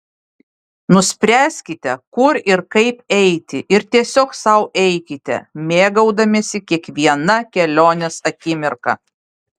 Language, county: Lithuanian, Vilnius